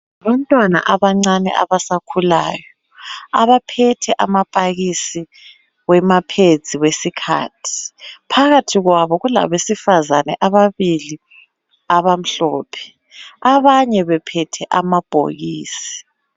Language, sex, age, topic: North Ndebele, female, 25-35, health